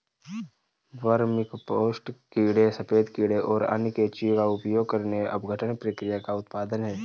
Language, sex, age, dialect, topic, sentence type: Hindi, male, 18-24, Marwari Dhudhari, agriculture, statement